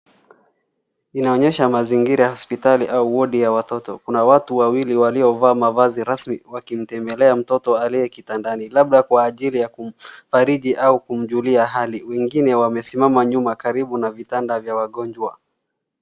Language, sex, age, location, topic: Swahili, male, 25-35, Wajir, health